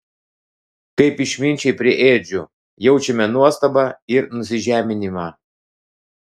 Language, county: Lithuanian, Klaipėda